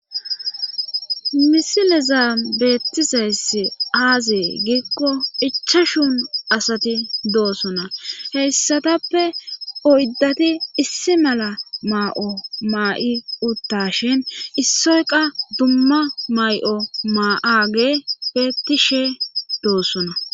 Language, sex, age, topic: Gamo, female, 25-35, government